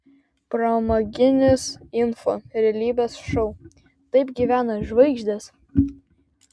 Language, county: Lithuanian, Vilnius